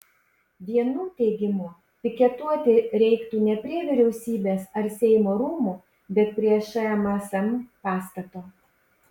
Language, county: Lithuanian, Panevėžys